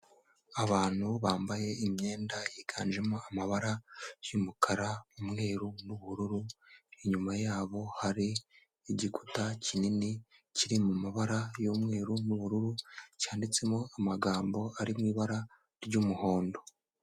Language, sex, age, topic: Kinyarwanda, male, 18-24, health